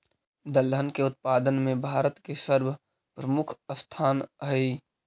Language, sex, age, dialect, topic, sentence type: Magahi, male, 31-35, Central/Standard, agriculture, statement